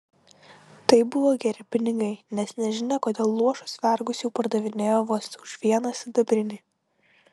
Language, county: Lithuanian, Utena